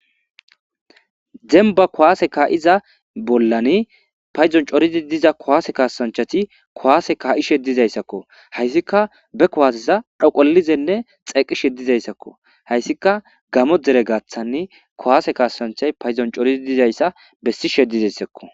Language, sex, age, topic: Gamo, male, 25-35, government